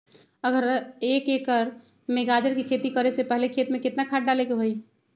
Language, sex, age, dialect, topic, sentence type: Magahi, female, 36-40, Western, agriculture, question